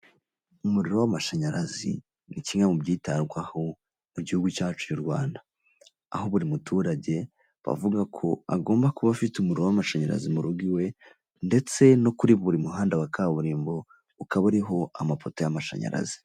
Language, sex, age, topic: Kinyarwanda, male, 18-24, government